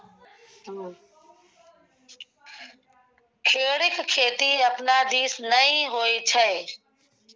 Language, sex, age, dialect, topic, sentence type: Maithili, female, 18-24, Bajjika, agriculture, statement